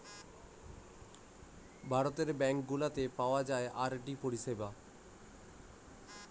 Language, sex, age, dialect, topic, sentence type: Bengali, male, 18-24, Western, banking, statement